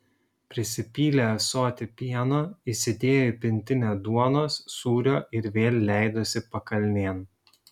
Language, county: Lithuanian, Šiauliai